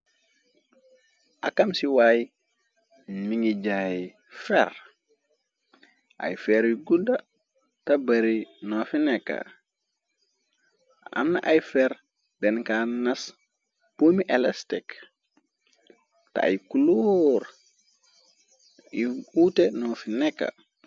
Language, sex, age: Wolof, male, 25-35